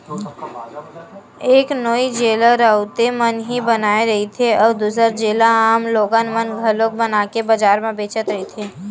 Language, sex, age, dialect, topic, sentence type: Chhattisgarhi, female, 18-24, Western/Budati/Khatahi, agriculture, statement